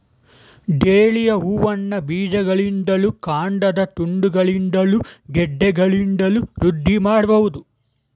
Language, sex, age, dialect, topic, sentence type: Kannada, male, 18-24, Mysore Kannada, agriculture, statement